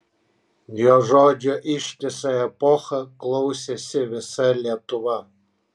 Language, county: Lithuanian, Kaunas